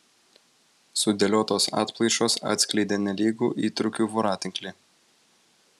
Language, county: Lithuanian, Vilnius